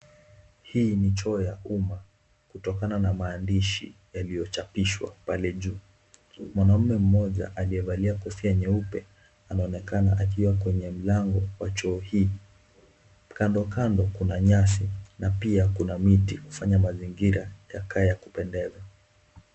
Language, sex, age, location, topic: Swahili, male, 18-24, Kisumu, health